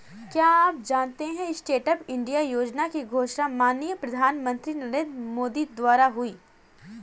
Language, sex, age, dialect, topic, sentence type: Hindi, female, 18-24, Kanauji Braj Bhasha, banking, statement